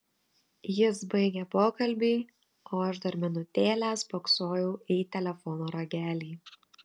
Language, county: Lithuanian, Telšiai